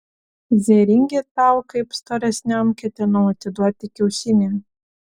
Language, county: Lithuanian, Vilnius